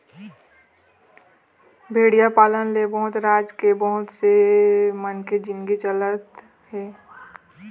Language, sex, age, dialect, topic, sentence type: Chhattisgarhi, female, 18-24, Eastern, agriculture, statement